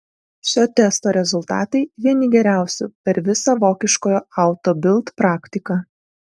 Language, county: Lithuanian, Vilnius